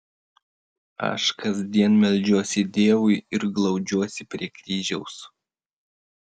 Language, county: Lithuanian, Vilnius